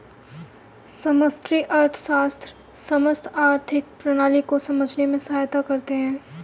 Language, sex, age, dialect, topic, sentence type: Hindi, female, 18-24, Kanauji Braj Bhasha, banking, statement